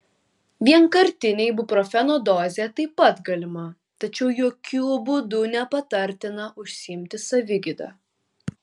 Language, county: Lithuanian, Kaunas